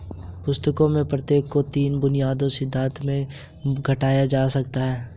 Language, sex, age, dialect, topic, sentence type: Hindi, male, 18-24, Hindustani Malvi Khadi Boli, banking, statement